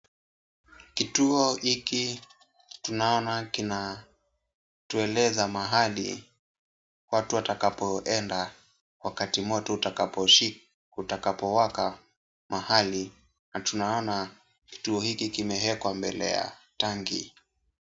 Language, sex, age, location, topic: Swahili, male, 18-24, Kisumu, education